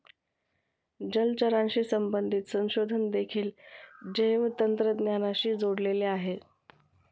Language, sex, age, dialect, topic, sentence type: Marathi, female, 25-30, Standard Marathi, agriculture, statement